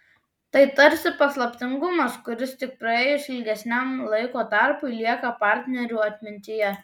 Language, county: Lithuanian, Tauragė